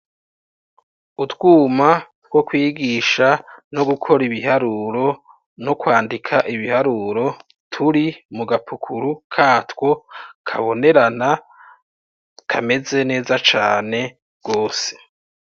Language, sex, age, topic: Rundi, male, 36-49, education